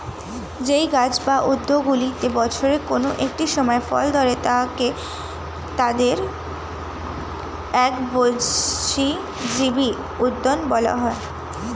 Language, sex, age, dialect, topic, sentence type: Bengali, female, 18-24, Standard Colloquial, agriculture, statement